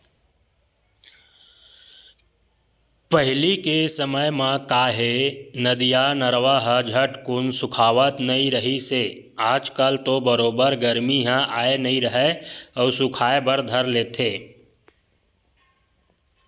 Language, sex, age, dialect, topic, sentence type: Chhattisgarhi, female, 25-30, Western/Budati/Khatahi, agriculture, statement